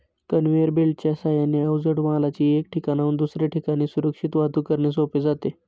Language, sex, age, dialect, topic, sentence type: Marathi, male, 25-30, Standard Marathi, agriculture, statement